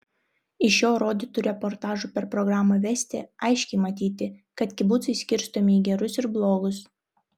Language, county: Lithuanian, Vilnius